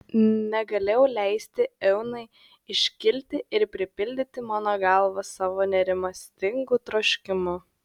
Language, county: Lithuanian, Šiauliai